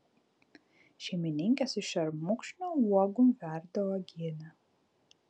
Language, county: Lithuanian, Vilnius